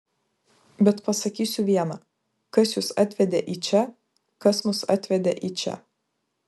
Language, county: Lithuanian, Vilnius